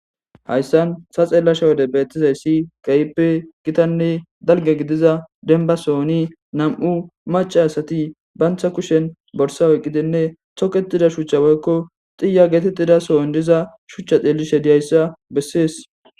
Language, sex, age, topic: Gamo, male, 18-24, government